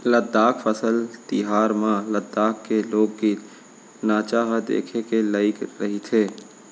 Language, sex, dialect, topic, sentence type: Chhattisgarhi, male, Central, agriculture, statement